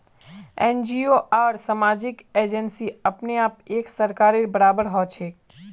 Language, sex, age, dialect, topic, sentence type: Magahi, male, 18-24, Northeastern/Surjapuri, banking, statement